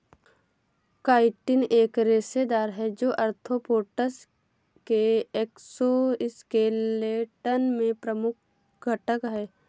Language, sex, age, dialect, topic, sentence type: Hindi, female, 18-24, Awadhi Bundeli, agriculture, statement